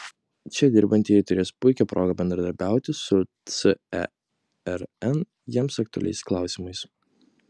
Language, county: Lithuanian, Kaunas